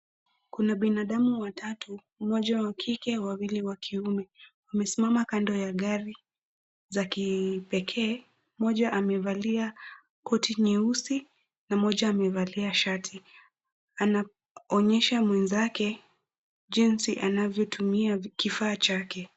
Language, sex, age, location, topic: Swahili, female, 25-35, Nairobi, finance